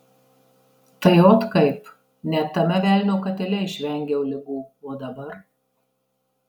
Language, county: Lithuanian, Marijampolė